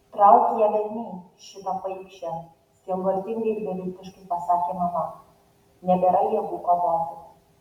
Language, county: Lithuanian, Vilnius